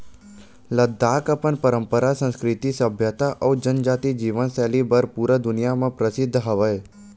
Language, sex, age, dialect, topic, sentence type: Chhattisgarhi, male, 18-24, Western/Budati/Khatahi, agriculture, statement